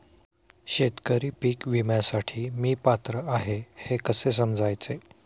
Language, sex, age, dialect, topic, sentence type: Marathi, male, 25-30, Standard Marathi, agriculture, question